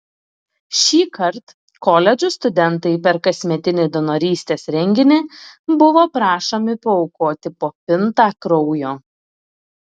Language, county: Lithuanian, Klaipėda